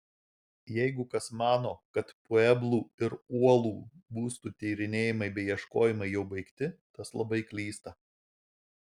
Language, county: Lithuanian, Marijampolė